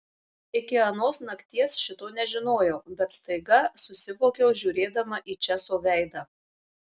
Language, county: Lithuanian, Marijampolė